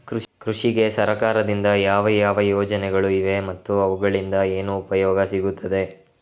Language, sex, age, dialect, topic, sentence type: Kannada, male, 25-30, Coastal/Dakshin, agriculture, question